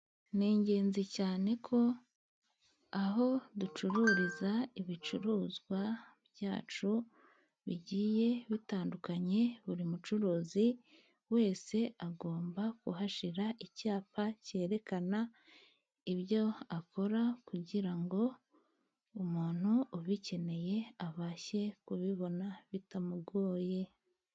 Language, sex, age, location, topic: Kinyarwanda, female, 25-35, Musanze, finance